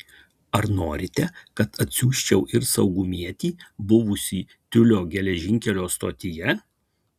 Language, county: Lithuanian, Kaunas